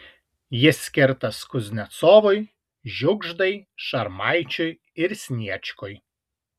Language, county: Lithuanian, Kaunas